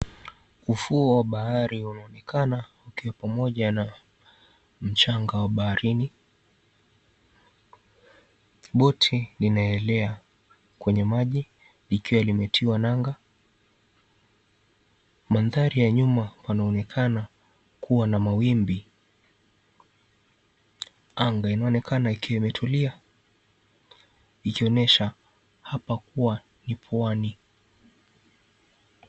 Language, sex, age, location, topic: Swahili, male, 18-24, Mombasa, government